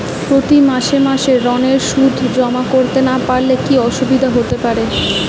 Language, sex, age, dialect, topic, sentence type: Bengali, female, 18-24, Western, banking, question